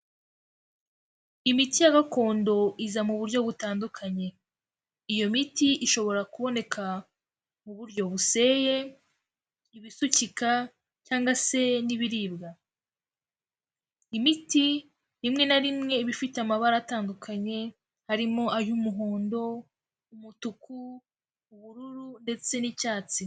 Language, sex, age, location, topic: Kinyarwanda, female, 18-24, Kigali, health